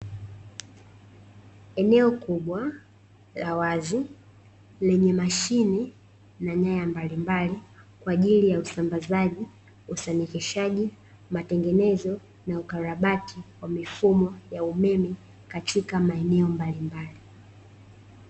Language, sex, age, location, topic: Swahili, female, 18-24, Dar es Salaam, government